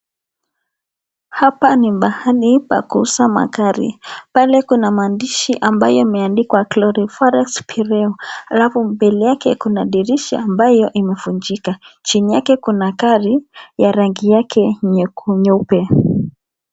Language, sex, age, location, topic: Swahili, female, 25-35, Nakuru, finance